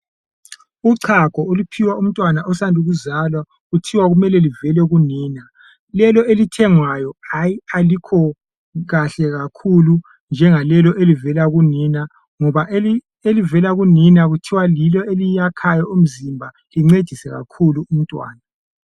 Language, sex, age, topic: North Ndebele, male, 25-35, health